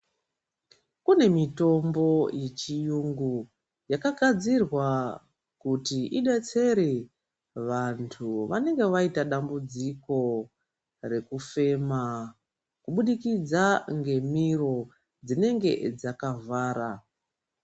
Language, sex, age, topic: Ndau, female, 36-49, health